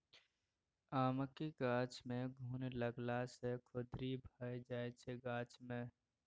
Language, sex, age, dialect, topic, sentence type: Maithili, male, 18-24, Bajjika, agriculture, statement